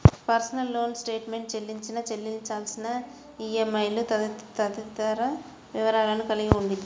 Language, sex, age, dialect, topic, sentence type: Telugu, female, 25-30, Central/Coastal, banking, statement